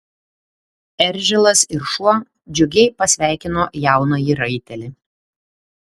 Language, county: Lithuanian, Klaipėda